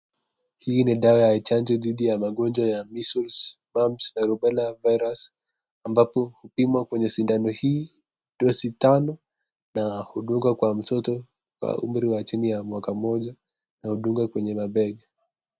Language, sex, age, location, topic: Swahili, male, 18-24, Nakuru, health